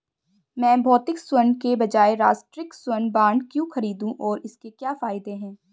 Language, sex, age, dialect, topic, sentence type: Hindi, female, 25-30, Hindustani Malvi Khadi Boli, banking, question